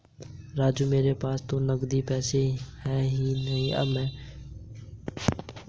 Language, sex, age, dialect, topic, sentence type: Hindi, male, 18-24, Hindustani Malvi Khadi Boli, banking, statement